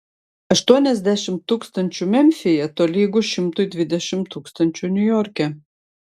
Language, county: Lithuanian, Panevėžys